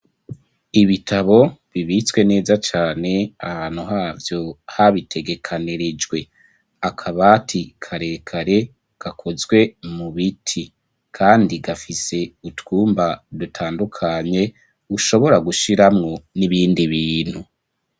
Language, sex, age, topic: Rundi, male, 25-35, education